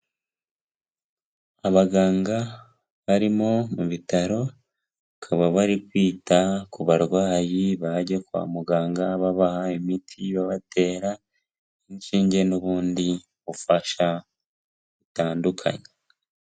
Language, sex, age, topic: Kinyarwanda, male, 18-24, health